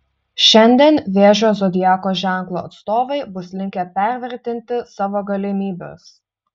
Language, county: Lithuanian, Utena